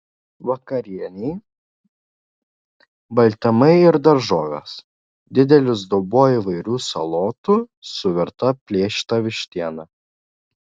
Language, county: Lithuanian, Šiauliai